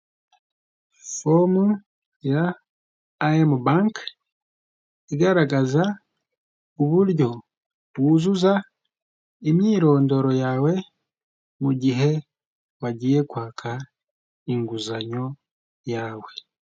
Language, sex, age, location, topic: Kinyarwanda, male, 25-35, Kigali, finance